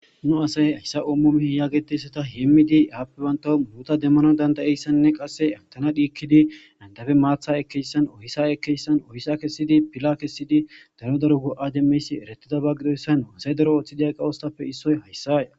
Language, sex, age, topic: Gamo, male, 18-24, agriculture